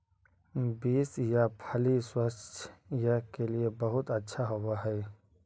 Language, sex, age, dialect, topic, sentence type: Magahi, male, 18-24, Central/Standard, agriculture, statement